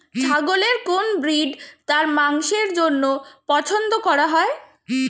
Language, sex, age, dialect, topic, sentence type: Bengali, female, 36-40, Standard Colloquial, agriculture, statement